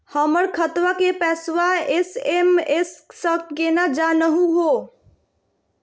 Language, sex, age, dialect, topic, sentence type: Magahi, female, 18-24, Southern, banking, question